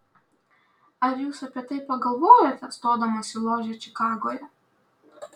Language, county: Lithuanian, Klaipėda